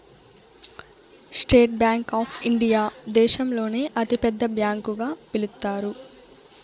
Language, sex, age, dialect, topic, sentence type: Telugu, female, 18-24, Southern, banking, statement